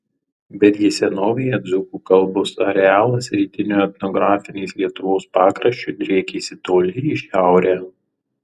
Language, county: Lithuanian, Tauragė